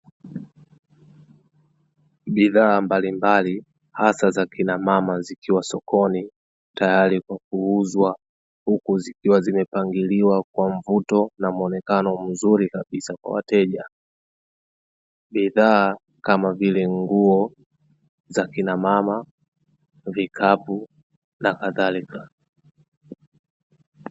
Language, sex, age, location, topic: Swahili, male, 25-35, Dar es Salaam, finance